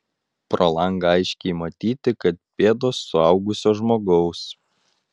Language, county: Lithuanian, Utena